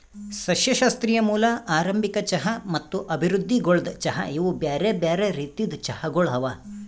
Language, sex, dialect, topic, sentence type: Kannada, male, Northeastern, agriculture, statement